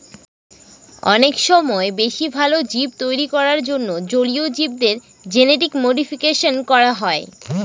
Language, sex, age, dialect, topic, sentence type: Bengali, female, 18-24, Northern/Varendri, agriculture, statement